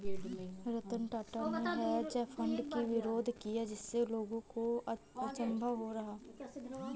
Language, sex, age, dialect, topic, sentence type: Hindi, female, 25-30, Awadhi Bundeli, banking, statement